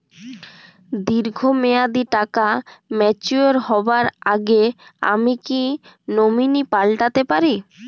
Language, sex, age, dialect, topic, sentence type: Bengali, female, 18-24, Jharkhandi, banking, question